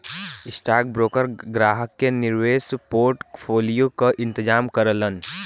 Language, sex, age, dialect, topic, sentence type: Bhojpuri, male, 41-45, Western, banking, statement